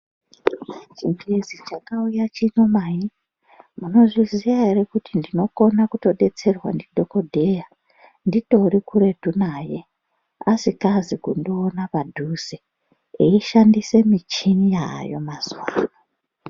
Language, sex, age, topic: Ndau, female, 36-49, health